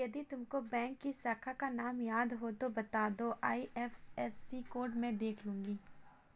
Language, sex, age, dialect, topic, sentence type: Hindi, female, 25-30, Kanauji Braj Bhasha, banking, statement